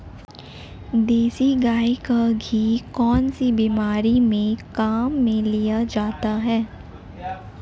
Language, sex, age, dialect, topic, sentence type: Hindi, male, 18-24, Marwari Dhudhari, agriculture, question